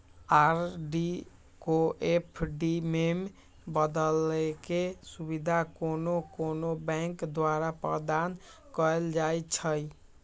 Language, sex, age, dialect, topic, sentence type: Magahi, male, 56-60, Western, banking, statement